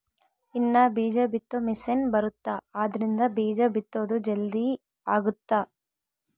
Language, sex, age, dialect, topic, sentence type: Kannada, female, 18-24, Central, agriculture, statement